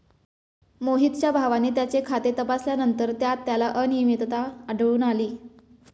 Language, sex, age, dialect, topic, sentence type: Marathi, male, 25-30, Standard Marathi, banking, statement